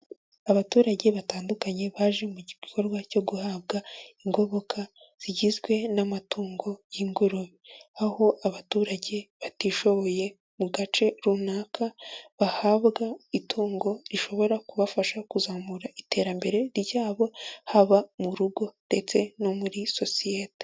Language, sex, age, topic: Kinyarwanda, female, 18-24, agriculture